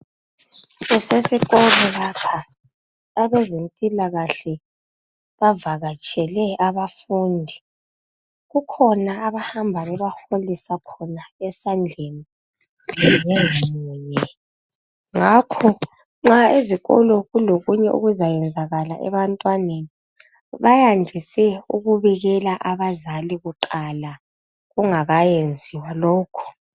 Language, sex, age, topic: North Ndebele, male, 25-35, health